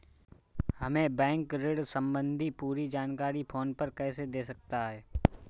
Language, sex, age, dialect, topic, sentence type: Hindi, male, 18-24, Awadhi Bundeli, banking, question